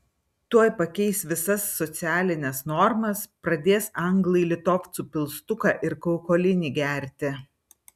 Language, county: Lithuanian, Vilnius